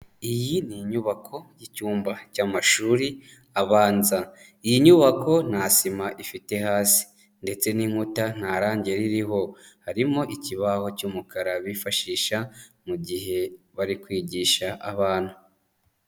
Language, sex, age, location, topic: Kinyarwanda, male, 25-35, Nyagatare, education